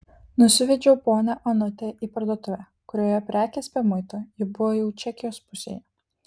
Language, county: Lithuanian, Kaunas